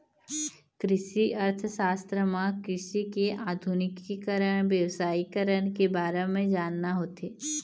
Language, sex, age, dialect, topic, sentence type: Chhattisgarhi, female, 18-24, Eastern, banking, statement